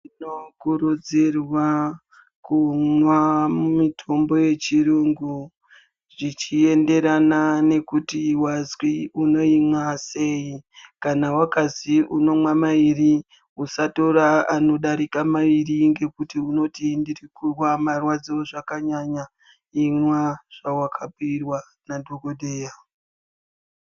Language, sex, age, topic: Ndau, female, 36-49, health